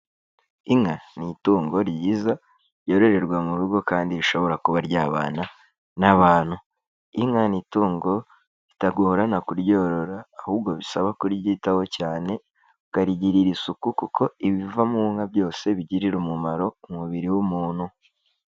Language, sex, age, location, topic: Kinyarwanda, male, 18-24, Kigali, agriculture